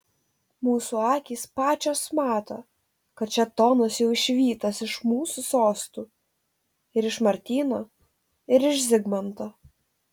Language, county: Lithuanian, Telšiai